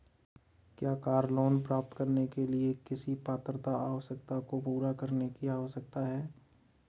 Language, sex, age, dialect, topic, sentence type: Hindi, male, 31-35, Marwari Dhudhari, banking, question